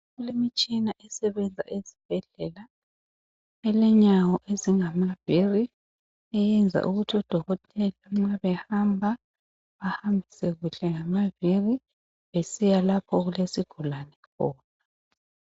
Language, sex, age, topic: North Ndebele, female, 50+, health